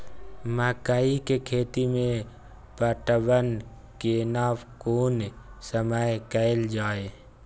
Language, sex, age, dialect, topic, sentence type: Maithili, male, 18-24, Bajjika, agriculture, question